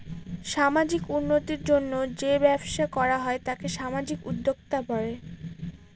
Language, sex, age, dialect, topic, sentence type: Bengali, female, 18-24, Northern/Varendri, banking, statement